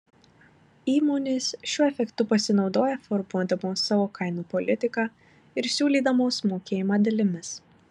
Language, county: Lithuanian, Marijampolė